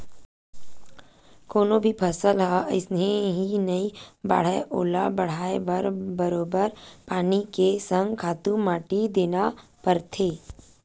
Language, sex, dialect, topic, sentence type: Chhattisgarhi, female, Western/Budati/Khatahi, agriculture, statement